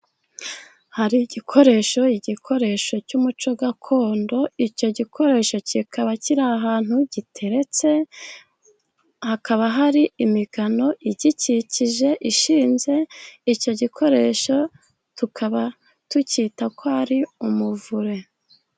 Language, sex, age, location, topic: Kinyarwanda, female, 25-35, Musanze, government